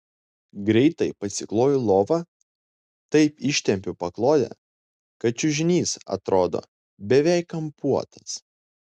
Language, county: Lithuanian, Klaipėda